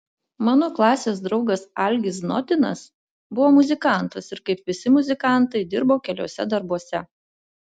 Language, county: Lithuanian, Utena